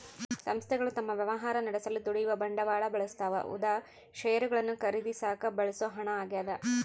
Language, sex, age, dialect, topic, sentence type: Kannada, female, 31-35, Central, banking, statement